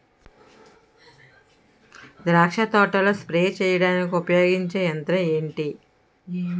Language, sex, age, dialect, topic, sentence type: Telugu, female, 18-24, Utterandhra, agriculture, question